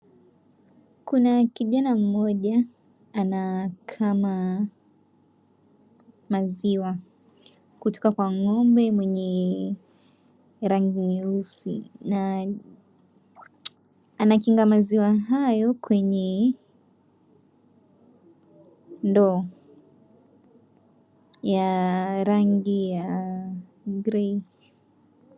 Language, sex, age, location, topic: Swahili, female, 18-24, Mombasa, agriculture